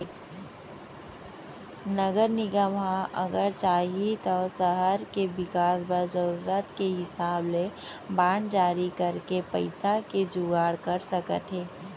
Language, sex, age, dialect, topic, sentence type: Chhattisgarhi, female, 25-30, Central, banking, statement